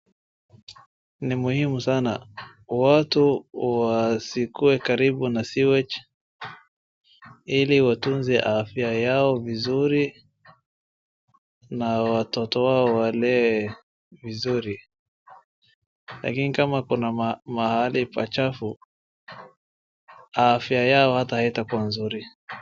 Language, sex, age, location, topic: Swahili, male, 18-24, Wajir, government